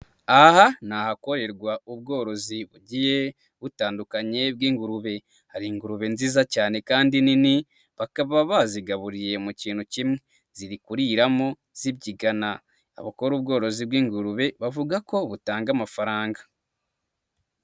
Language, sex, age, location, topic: Kinyarwanda, male, 25-35, Nyagatare, agriculture